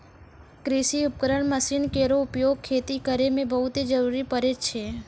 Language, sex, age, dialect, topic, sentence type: Maithili, female, 25-30, Angika, agriculture, statement